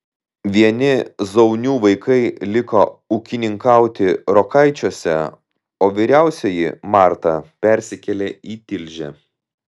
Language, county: Lithuanian, Telšiai